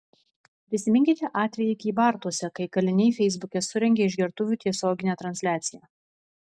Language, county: Lithuanian, Vilnius